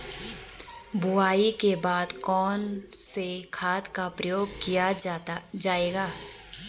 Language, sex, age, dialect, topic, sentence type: Hindi, female, 25-30, Garhwali, agriculture, question